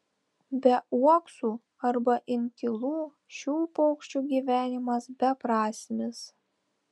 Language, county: Lithuanian, Telšiai